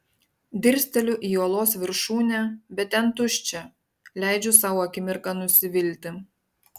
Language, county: Lithuanian, Panevėžys